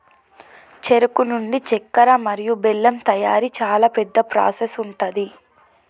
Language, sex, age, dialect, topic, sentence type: Telugu, female, 18-24, Telangana, agriculture, statement